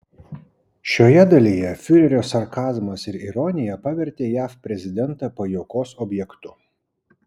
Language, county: Lithuanian, Kaunas